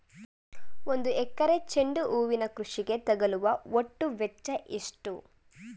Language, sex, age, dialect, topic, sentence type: Kannada, female, 18-24, Mysore Kannada, agriculture, question